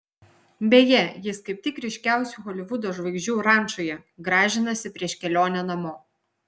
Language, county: Lithuanian, Vilnius